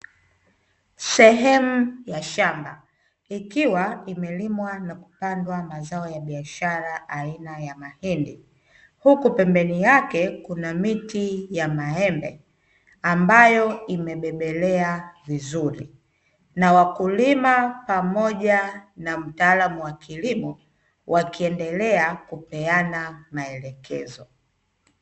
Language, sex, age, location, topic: Swahili, female, 25-35, Dar es Salaam, agriculture